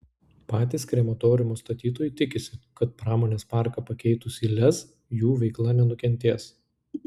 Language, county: Lithuanian, Klaipėda